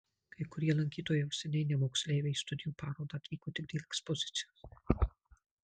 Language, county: Lithuanian, Marijampolė